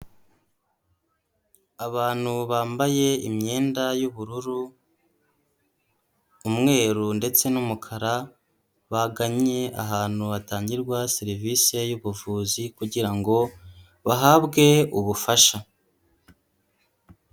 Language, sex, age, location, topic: Kinyarwanda, female, 25-35, Huye, health